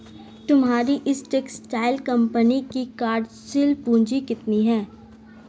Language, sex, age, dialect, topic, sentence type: Hindi, female, 18-24, Marwari Dhudhari, banking, statement